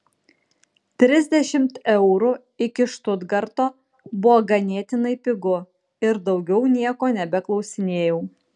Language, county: Lithuanian, Kaunas